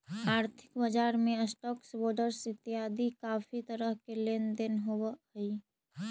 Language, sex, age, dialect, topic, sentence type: Magahi, female, 18-24, Central/Standard, banking, statement